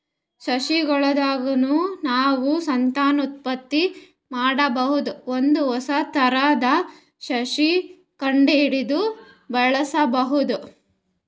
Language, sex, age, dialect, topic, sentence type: Kannada, female, 18-24, Northeastern, agriculture, statement